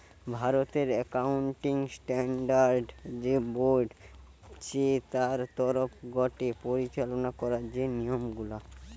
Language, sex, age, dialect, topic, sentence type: Bengali, male, <18, Western, banking, statement